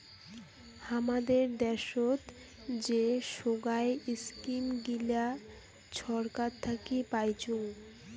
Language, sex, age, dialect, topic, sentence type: Bengali, female, 18-24, Rajbangshi, banking, statement